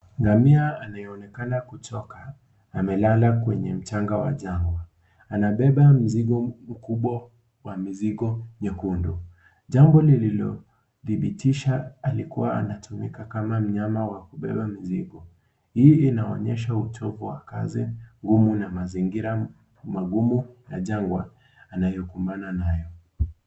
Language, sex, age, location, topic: Swahili, male, 18-24, Kisii, health